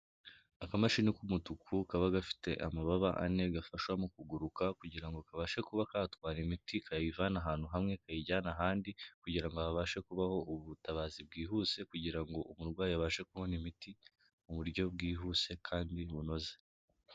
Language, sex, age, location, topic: Kinyarwanda, male, 18-24, Kigali, health